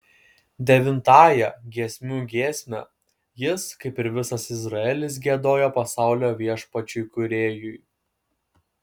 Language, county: Lithuanian, Kaunas